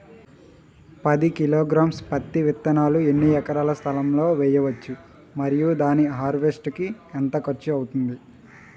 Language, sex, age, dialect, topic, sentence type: Telugu, male, 18-24, Utterandhra, agriculture, question